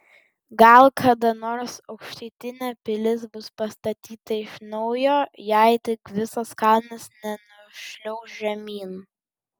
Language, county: Lithuanian, Vilnius